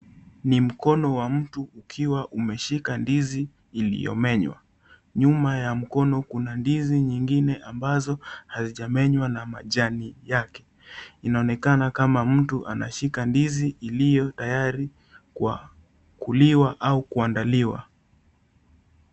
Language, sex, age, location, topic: Swahili, male, 18-24, Kisii, agriculture